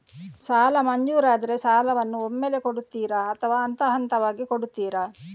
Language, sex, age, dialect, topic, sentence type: Kannada, female, 18-24, Coastal/Dakshin, banking, question